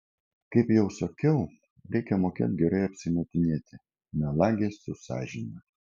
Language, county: Lithuanian, Kaunas